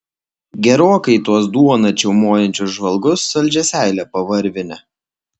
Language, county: Lithuanian, Alytus